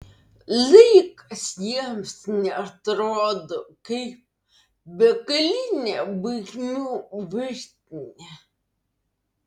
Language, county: Lithuanian, Vilnius